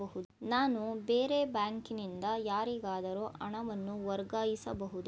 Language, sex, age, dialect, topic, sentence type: Kannada, female, 41-45, Mysore Kannada, banking, statement